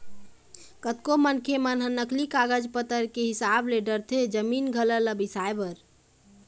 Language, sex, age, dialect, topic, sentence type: Chhattisgarhi, female, 18-24, Eastern, banking, statement